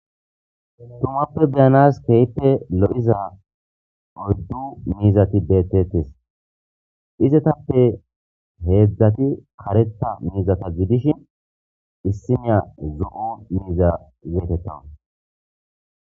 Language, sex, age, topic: Gamo, male, 25-35, agriculture